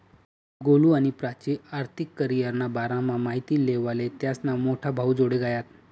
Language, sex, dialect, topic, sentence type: Marathi, male, Northern Konkan, banking, statement